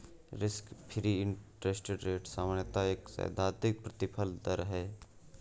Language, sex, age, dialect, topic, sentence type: Hindi, male, 18-24, Awadhi Bundeli, banking, statement